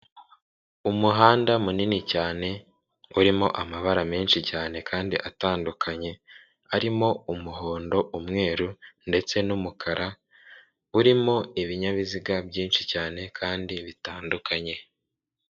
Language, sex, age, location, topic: Kinyarwanda, male, 36-49, Kigali, government